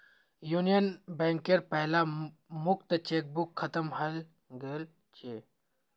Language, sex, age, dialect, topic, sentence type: Magahi, male, 18-24, Northeastern/Surjapuri, banking, statement